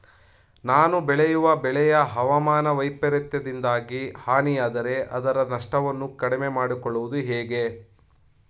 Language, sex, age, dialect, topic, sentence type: Kannada, male, 31-35, Mysore Kannada, agriculture, question